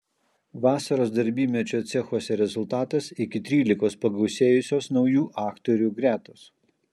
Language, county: Lithuanian, Kaunas